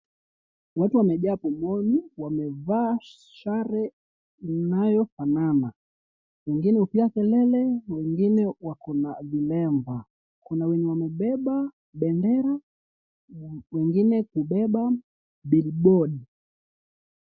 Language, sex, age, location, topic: Swahili, female, 25-35, Kisumu, government